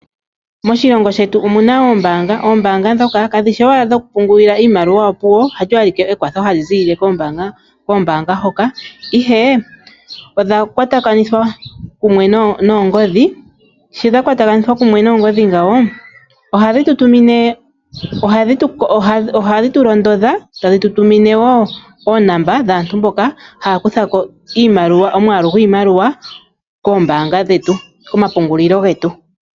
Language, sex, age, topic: Oshiwambo, female, 25-35, finance